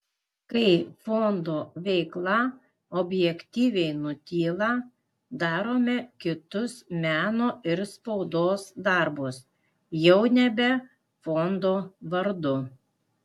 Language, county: Lithuanian, Klaipėda